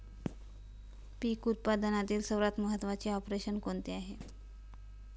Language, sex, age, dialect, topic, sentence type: Marathi, female, 31-35, Standard Marathi, agriculture, question